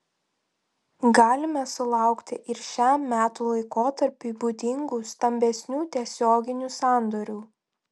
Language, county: Lithuanian, Telšiai